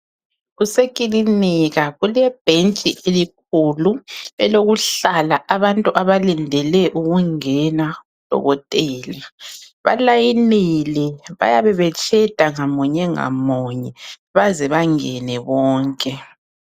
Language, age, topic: North Ndebele, 36-49, health